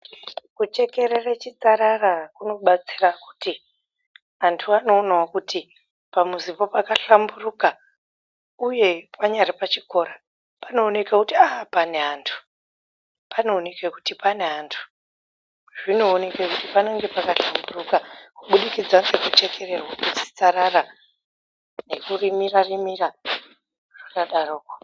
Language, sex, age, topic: Ndau, female, 18-24, education